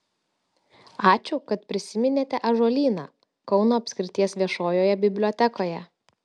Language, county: Lithuanian, Telšiai